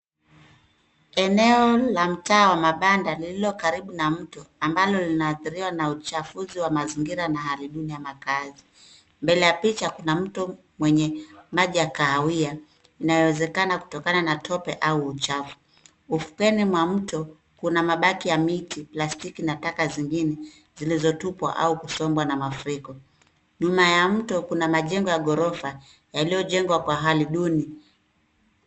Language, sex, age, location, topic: Swahili, female, 36-49, Nairobi, government